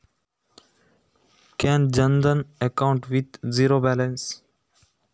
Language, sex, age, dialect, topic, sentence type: Kannada, male, 18-24, Coastal/Dakshin, banking, question